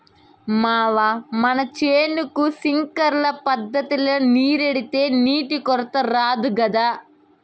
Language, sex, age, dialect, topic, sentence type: Telugu, female, 18-24, Southern, agriculture, statement